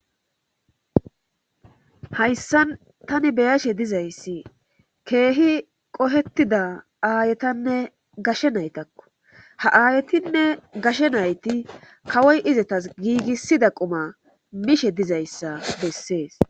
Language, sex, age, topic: Gamo, female, 25-35, government